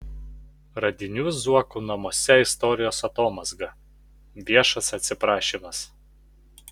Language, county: Lithuanian, Panevėžys